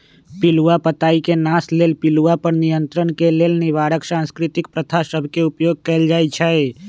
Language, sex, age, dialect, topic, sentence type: Magahi, male, 25-30, Western, agriculture, statement